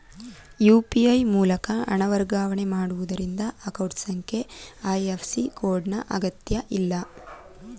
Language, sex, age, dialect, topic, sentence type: Kannada, female, 18-24, Mysore Kannada, banking, statement